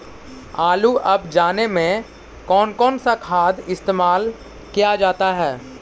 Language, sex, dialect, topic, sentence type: Magahi, male, Central/Standard, agriculture, question